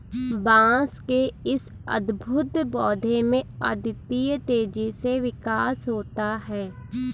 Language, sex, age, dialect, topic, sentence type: Hindi, female, 18-24, Kanauji Braj Bhasha, agriculture, statement